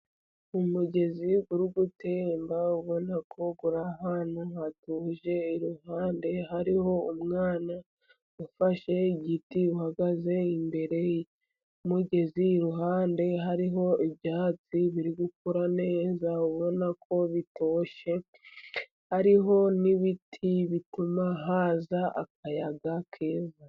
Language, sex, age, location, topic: Kinyarwanda, female, 50+, Musanze, agriculture